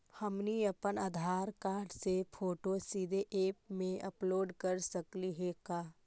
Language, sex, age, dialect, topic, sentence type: Magahi, female, 18-24, Central/Standard, banking, question